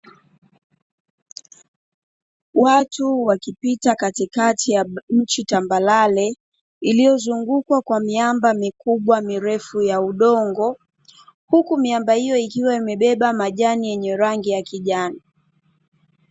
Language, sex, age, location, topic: Swahili, female, 25-35, Dar es Salaam, agriculture